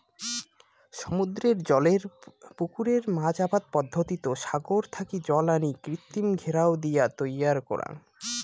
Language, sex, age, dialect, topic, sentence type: Bengali, male, 25-30, Rajbangshi, agriculture, statement